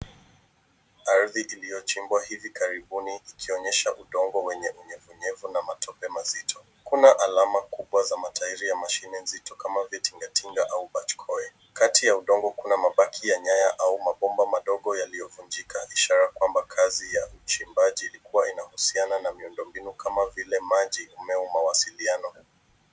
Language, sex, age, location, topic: Swahili, female, 25-35, Nairobi, government